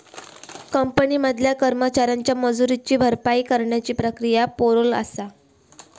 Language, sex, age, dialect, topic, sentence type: Marathi, female, 31-35, Southern Konkan, banking, statement